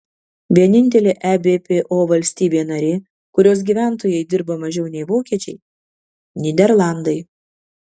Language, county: Lithuanian, Kaunas